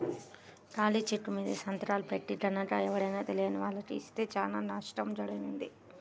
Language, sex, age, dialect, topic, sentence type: Telugu, female, 18-24, Central/Coastal, banking, statement